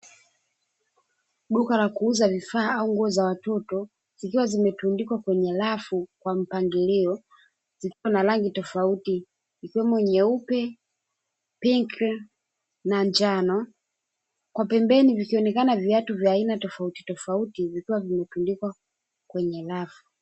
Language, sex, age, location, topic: Swahili, female, 25-35, Dar es Salaam, finance